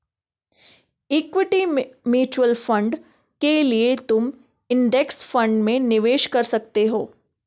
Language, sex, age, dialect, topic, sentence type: Hindi, female, 25-30, Garhwali, banking, statement